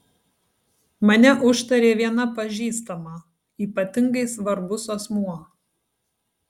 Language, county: Lithuanian, Tauragė